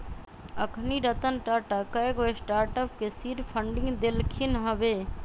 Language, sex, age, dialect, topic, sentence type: Magahi, female, 25-30, Western, banking, statement